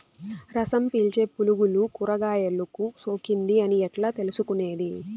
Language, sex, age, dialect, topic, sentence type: Telugu, female, 18-24, Southern, agriculture, question